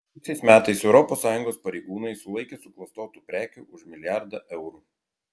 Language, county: Lithuanian, Klaipėda